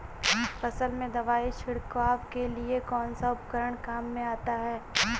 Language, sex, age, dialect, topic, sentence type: Hindi, female, 18-24, Marwari Dhudhari, agriculture, question